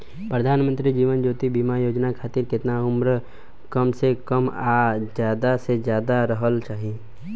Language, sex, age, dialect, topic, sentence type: Bhojpuri, male, 18-24, Southern / Standard, banking, question